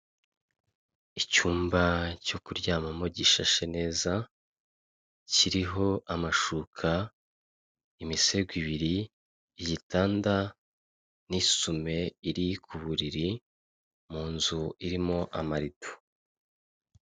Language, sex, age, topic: Kinyarwanda, male, 25-35, finance